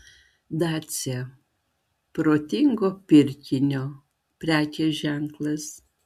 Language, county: Lithuanian, Klaipėda